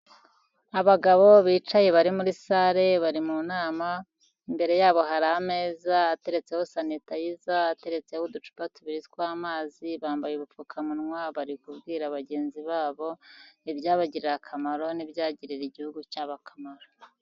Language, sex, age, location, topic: Kinyarwanda, female, 50+, Kigali, government